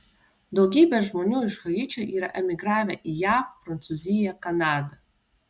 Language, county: Lithuanian, Vilnius